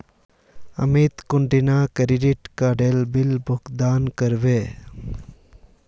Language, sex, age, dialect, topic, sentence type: Magahi, male, 31-35, Northeastern/Surjapuri, banking, statement